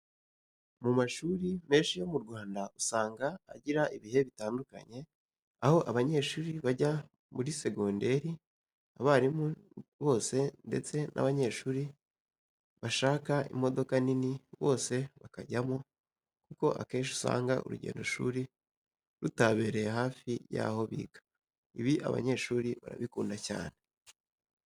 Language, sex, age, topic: Kinyarwanda, male, 18-24, education